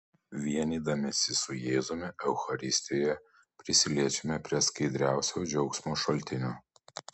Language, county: Lithuanian, Panevėžys